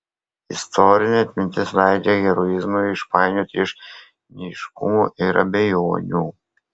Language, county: Lithuanian, Kaunas